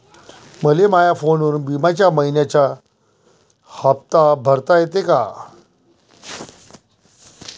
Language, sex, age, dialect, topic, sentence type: Marathi, male, 41-45, Varhadi, banking, question